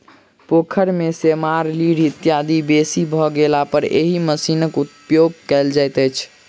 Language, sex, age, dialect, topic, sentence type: Maithili, male, 46-50, Southern/Standard, agriculture, statement